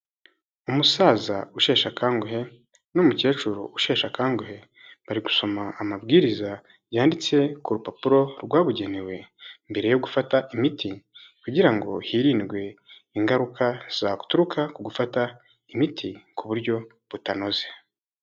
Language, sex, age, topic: Kinyarwanda, male, 18-24, health